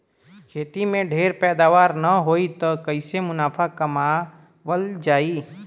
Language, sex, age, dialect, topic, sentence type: Bhojpuri, male, 25-30, Western, agriculture, statement